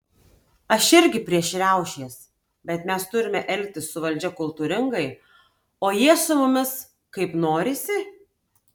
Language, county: Lithuanian, Tauragė